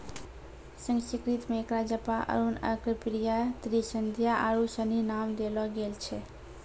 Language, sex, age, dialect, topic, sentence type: Maithili, female, 18-24, Angika, agriculture, statement